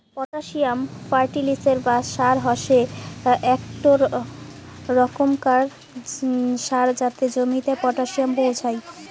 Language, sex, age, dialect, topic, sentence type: Bengali, male, 18-24, Rajbangshi, agriculture, statement